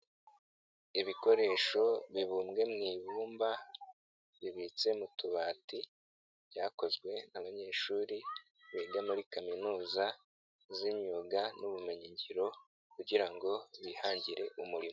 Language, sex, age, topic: Kinyarwanda, male, 25-35, education